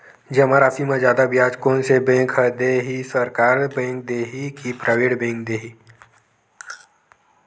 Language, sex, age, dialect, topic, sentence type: Chhattisgarhi, male, 18-24, Western/Budati/Khatahi, banking, question